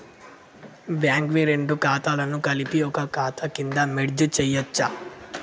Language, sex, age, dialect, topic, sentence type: Telugu, male, 51-55, Telangana, banking, question